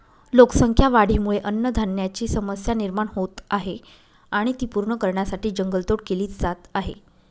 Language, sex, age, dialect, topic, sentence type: Marathi, female, 25-30, Northern Konkan, agriculture, statement